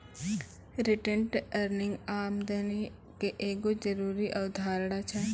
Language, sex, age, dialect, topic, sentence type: Maithili, female, 18-24, Angika, banking, statement